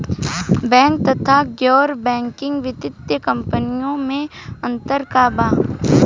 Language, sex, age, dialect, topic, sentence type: Bhojpuri, female, 18-24, Western, banking, question